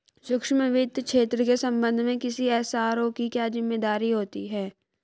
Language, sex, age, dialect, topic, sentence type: Hindi, female, 25-30, Hindustani Malvi Khadi Boli, banking, question